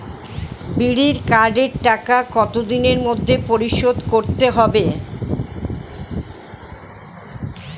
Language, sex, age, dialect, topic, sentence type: Bengali, female, 60-100, Standard Colloquial, banking, question